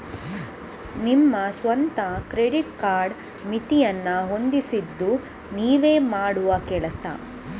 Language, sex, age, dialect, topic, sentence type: Kannada, female, 18-24, Coastal/Dakshin, banking, statement